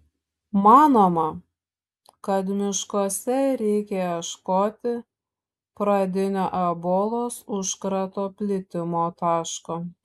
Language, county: Lithuanian, Šiauliai